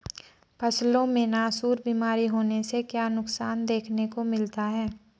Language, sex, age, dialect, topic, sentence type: Hindi, female, 25-30, Marwari Dhudhari, agriculture, statement